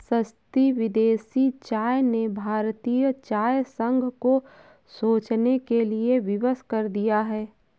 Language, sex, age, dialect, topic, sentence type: Hindi, female, 25-30, Awadhi Bundeli, agriculture, statement